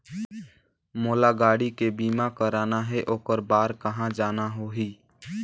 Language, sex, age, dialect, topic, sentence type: Chhattisgarhi, male, 18-24, Northern/Bhandar, banking, question